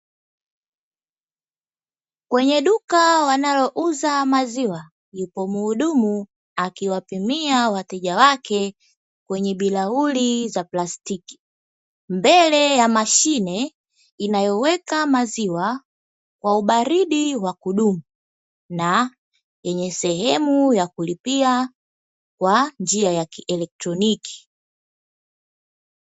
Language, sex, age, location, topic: Swahili, female, 18-24, Dar es Salaam, finance